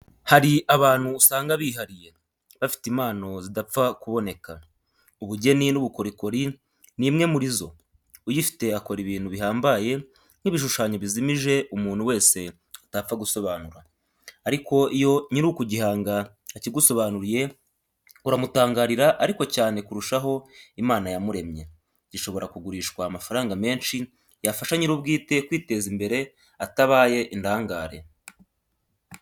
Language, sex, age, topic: Kinyarwanda, male, 18-24, education